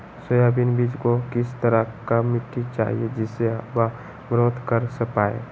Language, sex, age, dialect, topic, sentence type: Magahi, male, 18-24, Western, agriculture, question